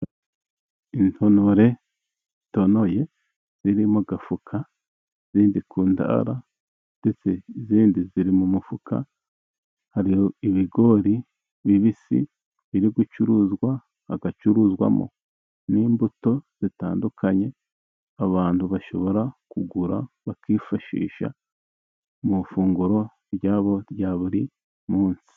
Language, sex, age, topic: Kinyarwanda, male, 36-49, agriculture